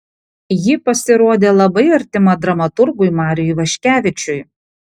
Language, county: Lithuanian, Panevėžys